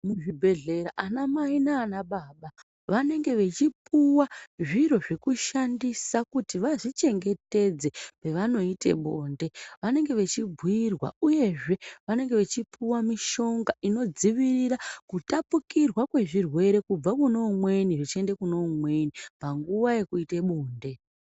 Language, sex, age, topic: Ndau, female, 25-35, health